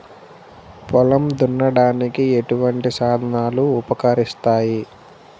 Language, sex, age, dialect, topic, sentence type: Telugu, male, 18-24, Central/Coastal, agriculture, question